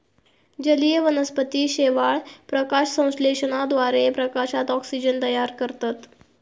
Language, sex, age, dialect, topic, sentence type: Marathi, female, 18-24, Southern Konkan, agriculture, statement